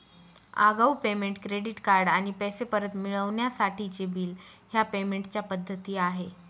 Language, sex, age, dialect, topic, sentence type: Marathi, female, 25-30, Northern Konkan, banking, statement